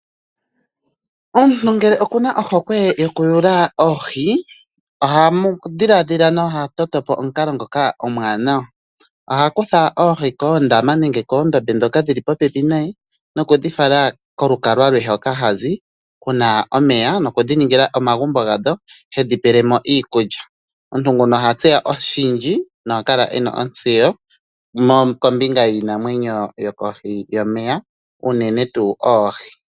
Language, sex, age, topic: Oshiwambo, male, 25-35, agriculture